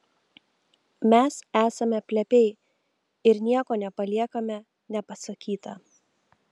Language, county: Lithuanian, Telšiai